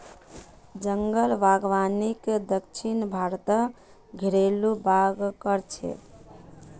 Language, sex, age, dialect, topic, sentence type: Magahi, female, 31-35, Northeastern/Surjapuri, agriculture, statement